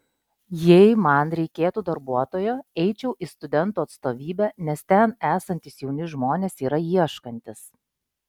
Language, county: Lithuanian, Klaipėda